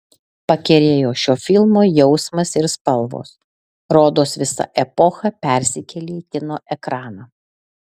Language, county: Lithuanian, Alytus